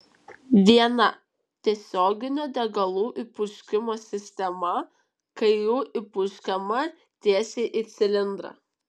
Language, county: Lithuanian, Kaunas